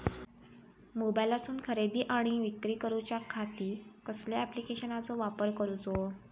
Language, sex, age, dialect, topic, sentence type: Marathi, female, 18-24, Southern Konkan, agriculture, question